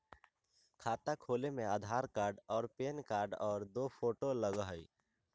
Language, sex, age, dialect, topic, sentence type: Magahi, male, 18-24, Western, banking, question